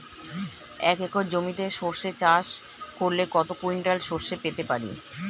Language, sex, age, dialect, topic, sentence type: Bengali, male, 36-40, Standard Colloquial, agriculture, question